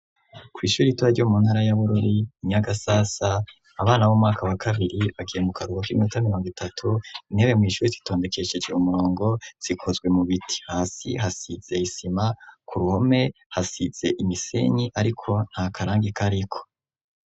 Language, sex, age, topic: Rundi, male, 25-35, education